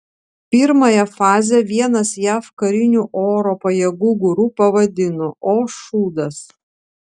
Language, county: Lithuanian, Vilnius